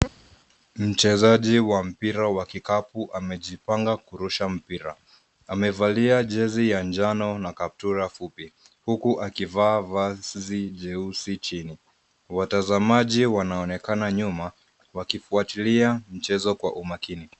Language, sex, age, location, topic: Swahili, male, 25-35, Nairobi, education